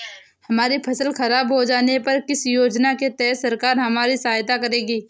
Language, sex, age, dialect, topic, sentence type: Hindi, male, 25-30, Kanauji Braj Bhasha, agriculture, question